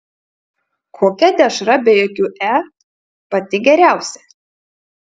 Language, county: Lithuanian, Utena